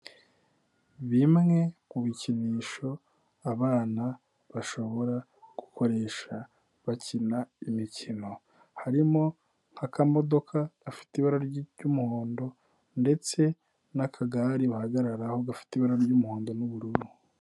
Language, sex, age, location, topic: Kinyarwanda, male, 18-24, Nyagatare, education